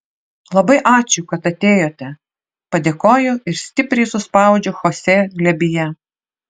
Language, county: Lithuanian, Utena